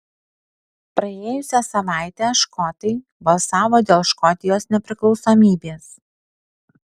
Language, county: Lithuanian, Alytus